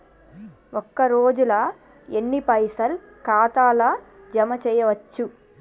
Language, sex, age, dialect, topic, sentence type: Telugu, female, 25-30, Telangana, banking, question